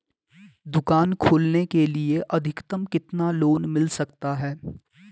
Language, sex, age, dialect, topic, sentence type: Hindi, male, 18-24, Garhwali, banking, question